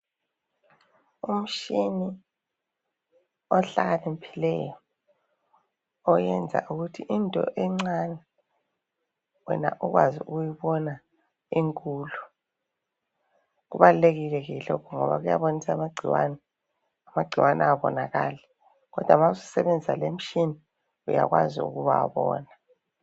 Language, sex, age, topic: North Ndebele, female, 50+, health